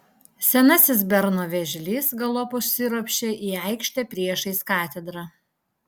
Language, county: Lithuanian, Alytus